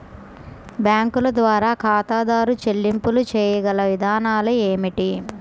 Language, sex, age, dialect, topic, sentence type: Telugu, male, 41-45, Central/Coastal, banking, question